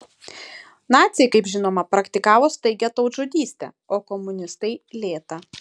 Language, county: Lithuanian, Šiauliai